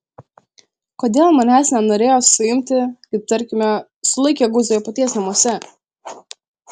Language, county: Lithuanian, Šiauliai